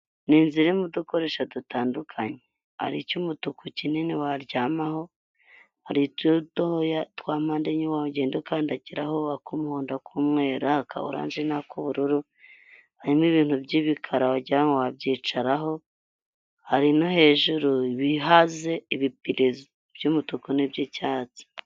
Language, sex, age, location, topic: Kinyarwanda, female, 25-35, Huye, health